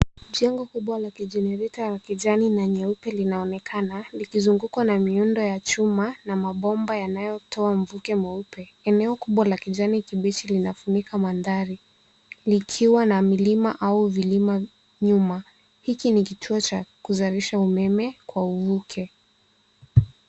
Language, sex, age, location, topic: Swahili, female, 18-24, Nairobi, government